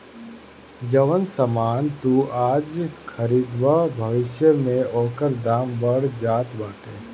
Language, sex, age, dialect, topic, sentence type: Bhojpuri, male, 31-35, Northern, banking, statement